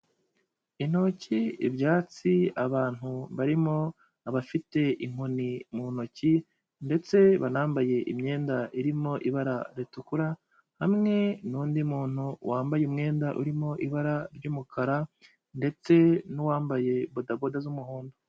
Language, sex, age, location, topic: Kinyarwanda, male, 25-35, Kigali, health